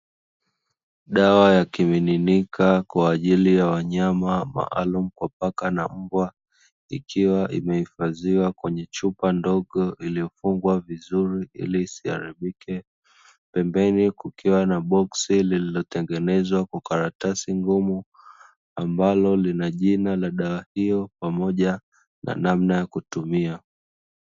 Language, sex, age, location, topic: Swahili, male, 25-35, Dar es Salaam, agriculture